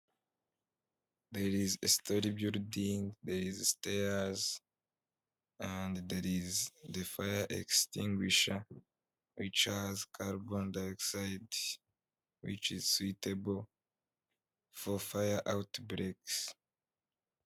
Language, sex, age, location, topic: Kinyarwanda, male, 18-24, Kigali, government